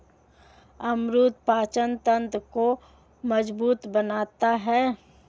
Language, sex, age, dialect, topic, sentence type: Hindi, female, 25-30, Marwari Dhudhari, agriculture, statement